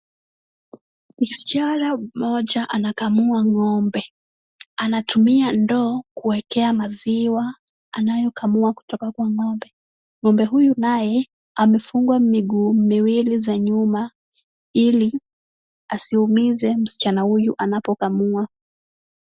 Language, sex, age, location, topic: Swahili, female, 18-24, Kisumu, agriculture